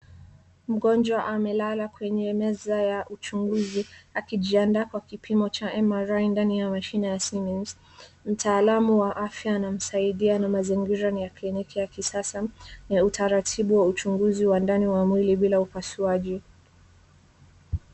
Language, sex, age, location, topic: Swahili, female, 18-24, Wajir, health